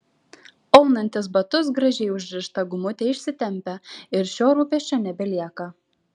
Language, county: Lithuanian, Šiauliai